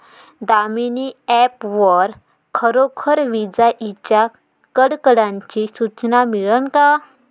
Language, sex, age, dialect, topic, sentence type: Marathi, female, 18-24, Varhadi, agriculture, question